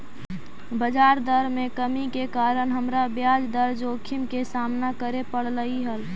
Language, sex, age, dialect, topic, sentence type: Magahi, female, 25-30, Central/Standard, banking, statement